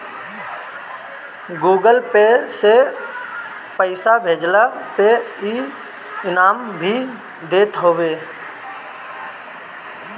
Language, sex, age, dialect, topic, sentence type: Bhojpuri, male, 60-100, Northern, banking, statement